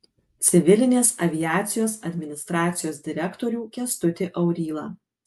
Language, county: Lithuanian, Kaunas